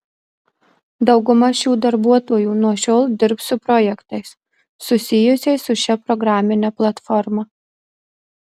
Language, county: Lithuanian, Marijampolė